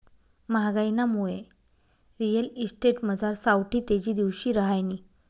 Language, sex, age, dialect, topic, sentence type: Marathi, female, 25-30, Northern Konkan, banking, statement